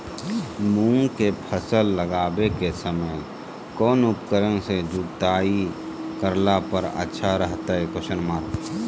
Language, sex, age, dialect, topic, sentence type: Magahi, male, 31-35, Southern, agriculture, question